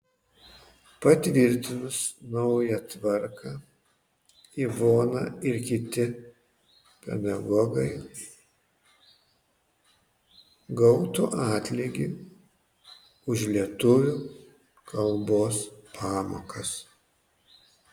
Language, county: Lithuanian, Panevėžys